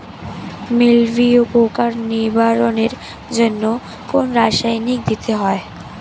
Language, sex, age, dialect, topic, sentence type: Bengali, female, 60-100, Standard Colloquial, agriculture, question